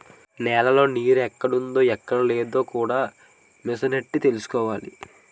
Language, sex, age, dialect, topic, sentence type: Telugu, male, 18-24, Utterandhra, agriculture, statement